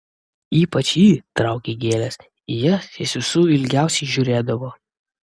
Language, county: Lithuanian, Vilnius